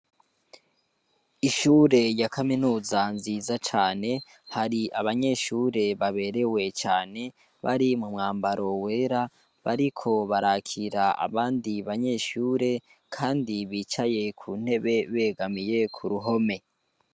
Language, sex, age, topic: Rundi, male, 18-24, education